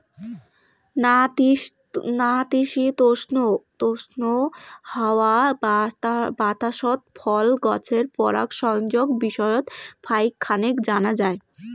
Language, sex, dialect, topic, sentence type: Bengali, female, Rajbangshi, agriculture, statement